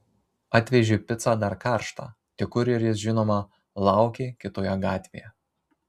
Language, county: Lithuanian, Marijampolė